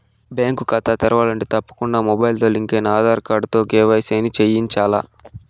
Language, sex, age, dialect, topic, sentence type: Telugu, male, 18-24, Southern, banking, statement